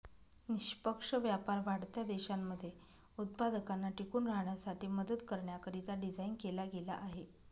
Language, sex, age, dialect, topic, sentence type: Marathi, female, 25-30, Northern Konkan, banking, statement